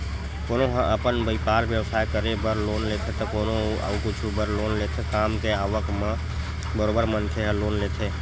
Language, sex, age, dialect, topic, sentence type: Chhattisgarhi, male, 25-30, Western/Budati/Khatahi, banking, statement